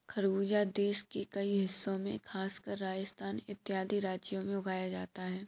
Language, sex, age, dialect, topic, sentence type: Hindi, male, 18-24, Kanauji Braj Bhasha, agriculture, statement